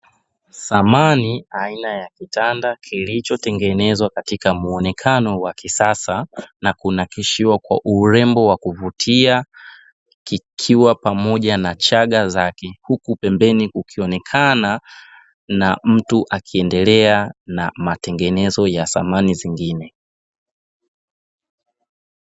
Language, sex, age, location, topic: Swahili, male, 25-35, Dar es Salaam, finance